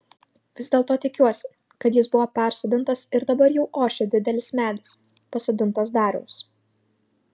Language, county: Lithuanian, Šiauliai